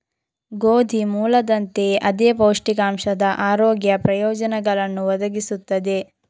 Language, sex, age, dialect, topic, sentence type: Kannada, female, 25-30, Coastal/Dakshin, agriculture, statement